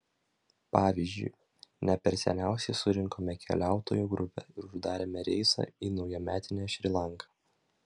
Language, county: Lithuanian, Vilnius